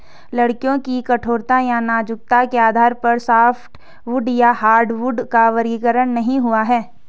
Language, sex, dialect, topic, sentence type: Hindi, female, Garhwali, agriculture, statement